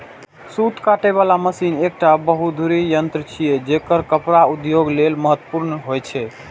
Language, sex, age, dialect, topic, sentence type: Maithili, male, 18-24, Eastern / Thethi, agriculture, statement